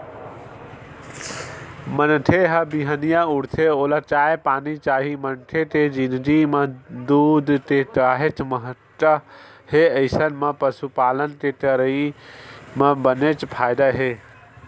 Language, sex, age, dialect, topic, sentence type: Chhattisgarhi, male, 18-24, Western/Budati/Khatahi, agriculture, statement